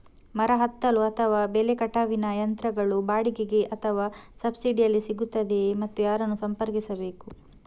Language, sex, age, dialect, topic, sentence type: Kannada, female, 18-24, Coastal/Dakshin, agriculture, question